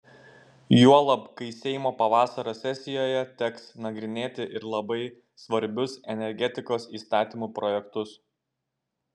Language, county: Lithuanian, Šiauliai